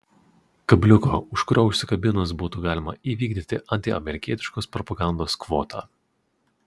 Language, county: Lithuanian, Utena